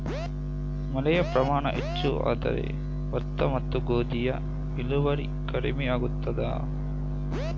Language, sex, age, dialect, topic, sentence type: Kannada, male, 41-45, Coastal/Dakshin, agriculture, question